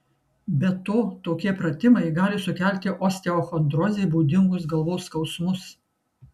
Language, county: Lithuanian, Kaunas